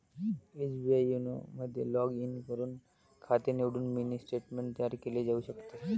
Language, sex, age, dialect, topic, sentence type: Marathi, male, 18-24, Varhadi, banking, statement